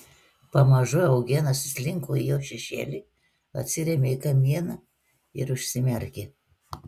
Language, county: Lithuanian, Klaipėda